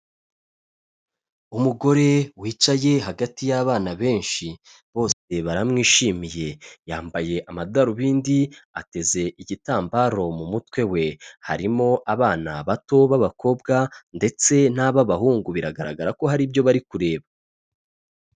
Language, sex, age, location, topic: Kinyarwanda, male, 25-35, Kigali, health